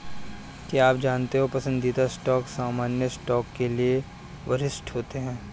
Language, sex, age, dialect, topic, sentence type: Hindi, male, 25-30, Kanauji Braj Bhasha, banking, statement